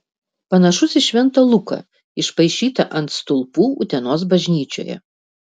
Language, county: Lithuanian, Vilnius